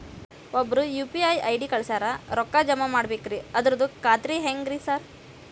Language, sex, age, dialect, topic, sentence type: Kannada, female, 18-24, Dharwad Kannada, banking, question